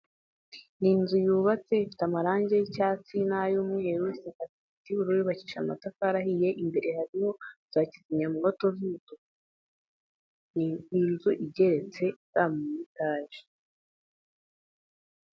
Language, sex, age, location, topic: Kinyarwanda, female, 18-24, Nyagatare, education